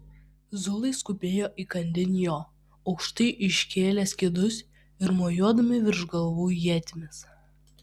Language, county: Lithuanian, Vilnius